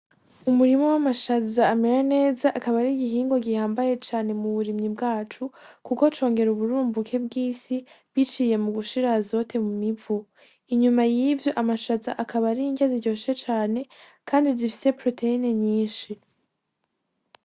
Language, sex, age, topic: Rundi, female, 18-24, agriculture